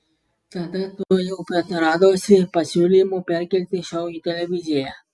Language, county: Lithuanian, Klaipėda